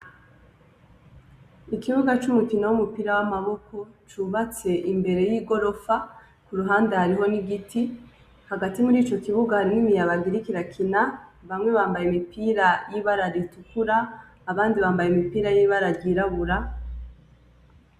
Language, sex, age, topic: Rundi, female, 25-35, education